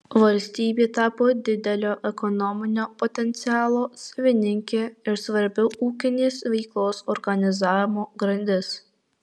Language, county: Lithuanian, Alytus